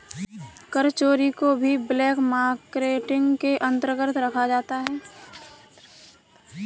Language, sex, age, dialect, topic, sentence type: Hindi, male, 36-40, Kanauji Braj Bhasha, banking, statement